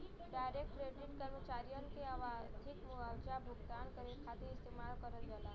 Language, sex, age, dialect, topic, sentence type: Bhojpuri, female, 18-24, Western, banking, statement